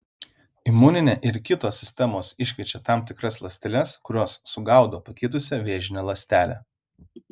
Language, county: Lithuanian, Vilnius